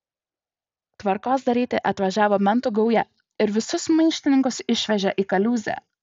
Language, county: Lithuanian, Utena